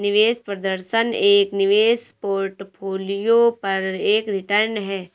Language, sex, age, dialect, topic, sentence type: Hindi, female, 18-24, Awadhi Bundeli, banking, statement